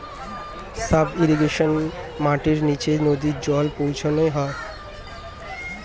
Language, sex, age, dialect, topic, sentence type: Bengali, male, 25-30, Standard Colloquial, agriculture, statement